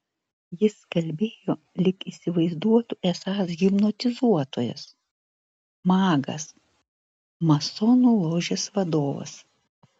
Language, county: Lithuanian, Vilnius